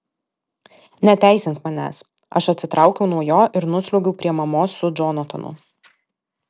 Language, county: Lithuanian, Alytus